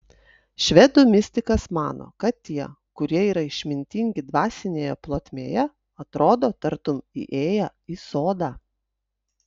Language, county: Lithuanian, Utena